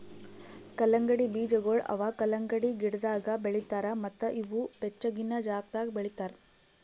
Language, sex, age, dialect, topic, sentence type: Kannada, female, 18-24, Northeastern, agriculture, statement